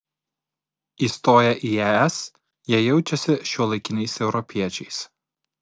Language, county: Lithuanian, Alytus